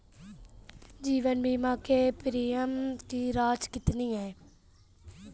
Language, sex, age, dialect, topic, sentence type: Hindi, male, 18-24, Marwari Dhudhari, banking, question